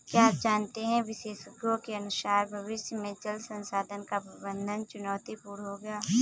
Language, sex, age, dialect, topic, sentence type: Hindi, female, 18-24, Kanauji Braj Bhasha, agriculture, statement